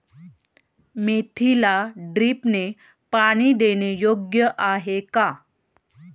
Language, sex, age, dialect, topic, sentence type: Marathi, female, 31-35, Standard Marathi, agriculture, question